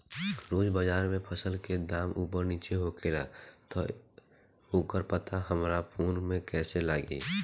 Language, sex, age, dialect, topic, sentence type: Bhojpuri, male, <18, Southern / Standard, agriculture, question